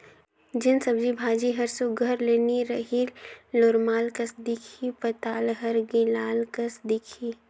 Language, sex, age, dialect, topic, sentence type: Chhattisgarhi, female, 18-24, Northern/Bhandar, agriculture, statement